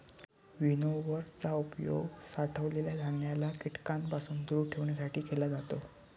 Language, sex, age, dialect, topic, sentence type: Marathi, male, 18-24, Northern Konkan, agriculture, statement